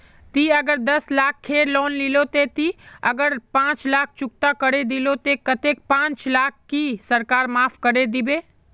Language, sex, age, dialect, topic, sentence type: Magahi, male, 41-45, Northeastern/Surjapuri, banking, question